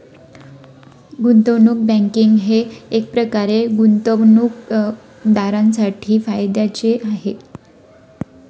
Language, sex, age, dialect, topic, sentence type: Marathi, female, 25-30, Standard Marathi, banking, statement